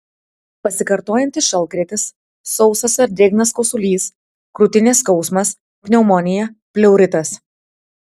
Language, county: Lithuanian, Tauragė